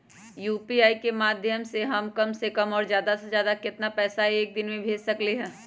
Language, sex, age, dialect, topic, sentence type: Magahi, female, 25-30, Western, banking, question